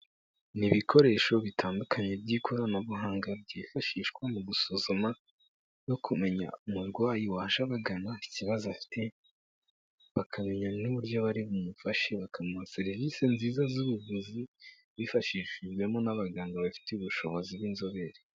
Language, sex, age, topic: Kinyarwanda, male, 18-24, health